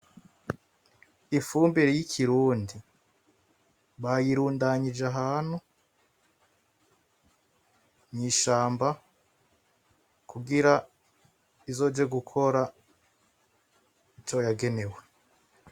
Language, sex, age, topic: Rundi, male, 25-35, agriculture